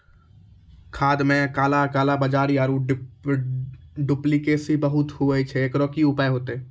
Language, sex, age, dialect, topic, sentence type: Maithili, male, 18-24, Angika, agriculture, question